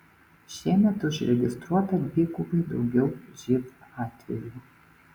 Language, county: Lithuanian, Panevėžys